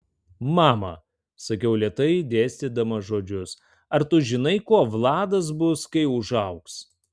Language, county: Lithuanian, Tauragė